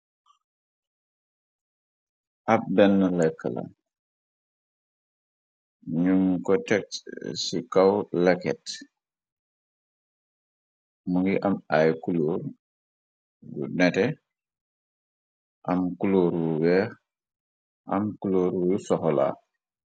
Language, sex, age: Wolof, male, 25-35